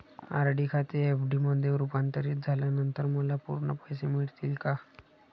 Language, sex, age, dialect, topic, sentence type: Marathi, male, 60-100, Standard Marathi, banking, statement